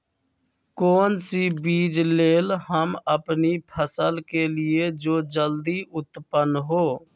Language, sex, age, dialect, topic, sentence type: Magahi, male, 25-30, Western, agriculture, question